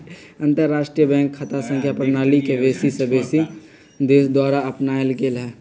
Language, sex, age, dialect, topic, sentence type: Magahi, male, 56-60, Western, banking, statement